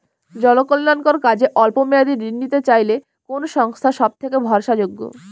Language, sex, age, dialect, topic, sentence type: Bengali, female, 18-24, Northern/Varendri, banking, question